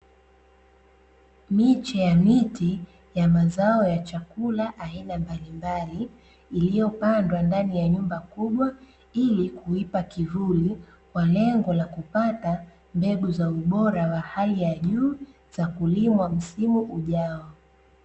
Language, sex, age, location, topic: Swahili, female, 25-35, Dar es Salaam, agriculture